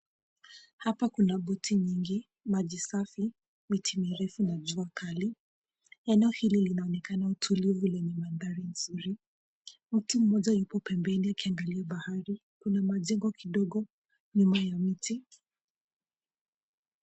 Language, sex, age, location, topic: Swahili, female, 18-24, Mombasa, government